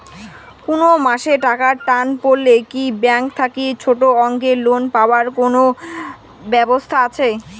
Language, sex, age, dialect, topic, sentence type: Bengali, female, 18-24, Rajbangshi, banking, question